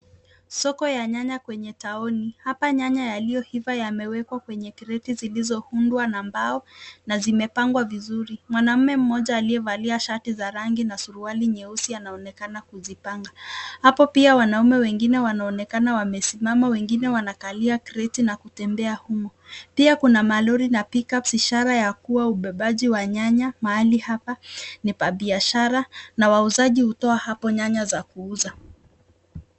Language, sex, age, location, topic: Swahili, female, 25-35, Nakuru, finance